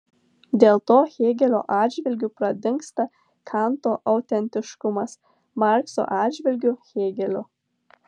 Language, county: Lithuanian, Tauragė